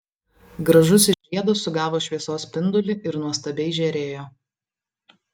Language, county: Lithuanian, Vilnius